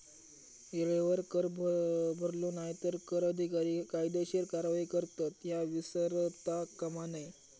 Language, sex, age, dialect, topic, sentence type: Marathi, male, 36-40, Southern Konkan, banking, statement